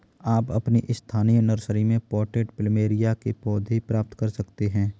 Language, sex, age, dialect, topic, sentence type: Hindi, male, 25-30, Kanauji Braj Bhasha, agriculture, statement